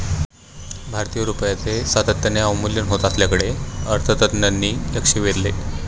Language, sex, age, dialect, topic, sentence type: Marathi, male, 18-24, Standard Marathi, banking, statement